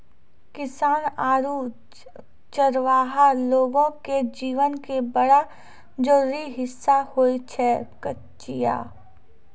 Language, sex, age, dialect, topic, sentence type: Maithili, female, 56-60, Angika, agriculture, statement